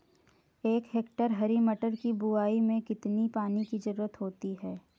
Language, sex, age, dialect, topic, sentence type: Hindi, female, 25-30, Awadhi Bundeli, agriculture, question